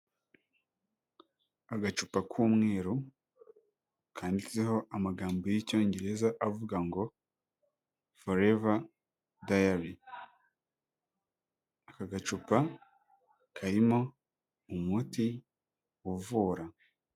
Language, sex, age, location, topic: Kinyarwanda, male, 25-35, Huye, health